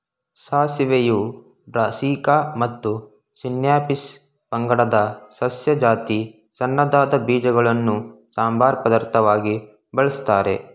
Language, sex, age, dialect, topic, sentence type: Kannada, male, 18-24, Mysore Kannada, agriculture, statement